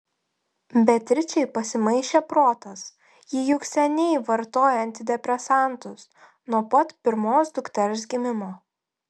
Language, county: Lithuanian, Telšiai